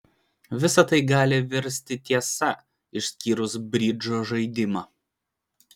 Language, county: Lithuanian, Vilnius